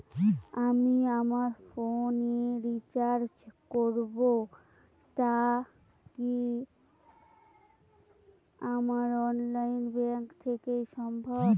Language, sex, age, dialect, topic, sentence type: Bengali, female, 18-24, Northern/Varendri, banking, question